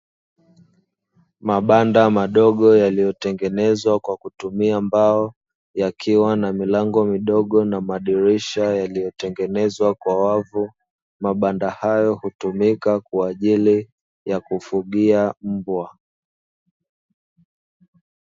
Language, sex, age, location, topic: Swahili, male, 25-35, Dar es Salaam, agriculture